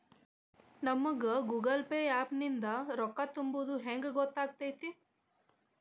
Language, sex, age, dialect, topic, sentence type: Kannada, female, 18-24, Dharwad Kannada, banking, question